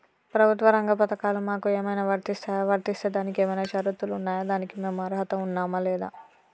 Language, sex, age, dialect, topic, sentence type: Telugu, female, 31-35, Telangana, banking, question